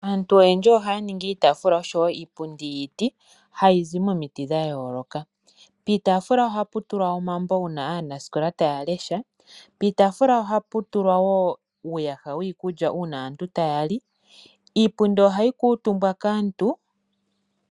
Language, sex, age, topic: Oshiwambo, female, 25-35, finance